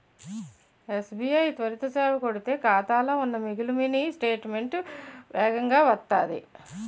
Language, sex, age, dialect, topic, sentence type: Telugu, female, 56-60, Utterandhra, banking, statement